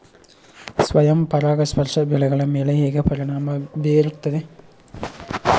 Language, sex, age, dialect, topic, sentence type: Kannada, male, 41-45, Central, agriculture, question